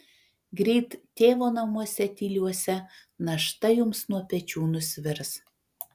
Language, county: Lithuanian, Panevėžys